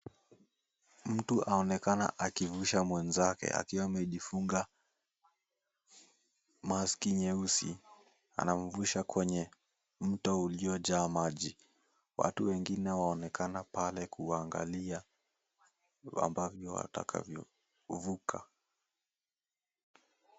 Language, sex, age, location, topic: Swahili, male, 18-24, Mombasa, health